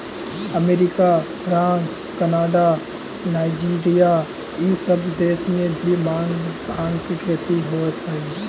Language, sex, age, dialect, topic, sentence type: Magahi, male, 18-24, Central/Standard, agriculture, statement